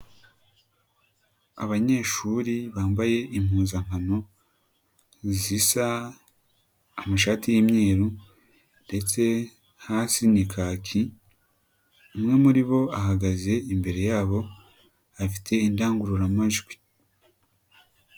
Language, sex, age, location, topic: Kinyarwanda, male, 25-35, Nyagatare, education